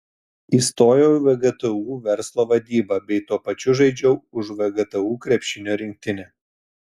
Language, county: Lithuanian, Telšiai